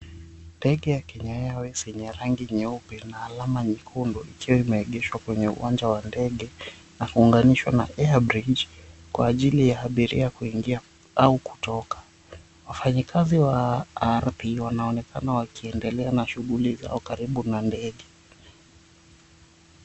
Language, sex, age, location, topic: Swahili, male, 25-35, Mombasa, government